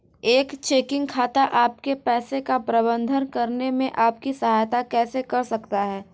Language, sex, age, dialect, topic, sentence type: Hindi, female, 18-24, Hindustani Malvi Khadi Boli, banking, question